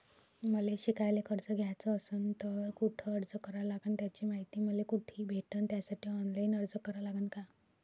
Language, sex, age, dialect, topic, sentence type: Marathi, female, 25-30, Varhadi, banking, question